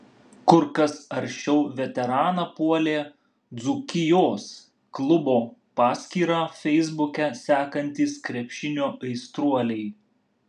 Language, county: Lithuanian, Vilnius